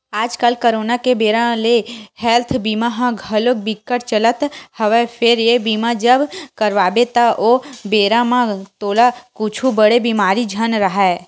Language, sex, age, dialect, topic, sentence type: Chhattisgarhi, female, 25-30, Western/Budati/Khatahi, banking, statement